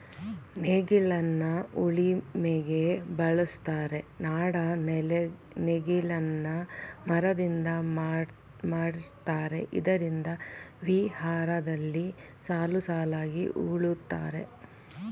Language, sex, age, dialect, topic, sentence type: Kannada, female, 36-40, Mysore Kannada, agriculture, statement